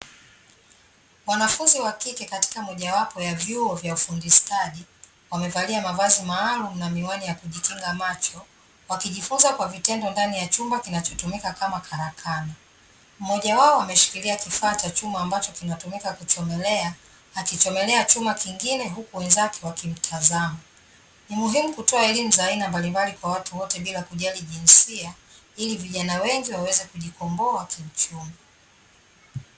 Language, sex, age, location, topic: Swahili, female, 36-49, Dar es Salaam, education